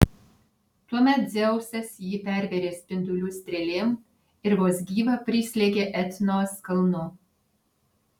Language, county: Lithuanian, Vilnius